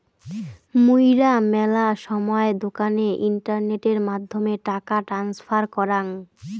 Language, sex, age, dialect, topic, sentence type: Bengali, female, 18-24, Rajbangshi, banking, statement